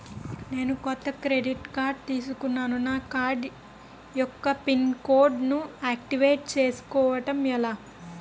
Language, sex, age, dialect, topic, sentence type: Telugu, female, 18-24, Utterandhra, banking, question